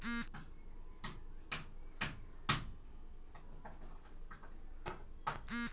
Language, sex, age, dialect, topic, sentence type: Bhojpuri, male, 60-100, Northern, banking, statement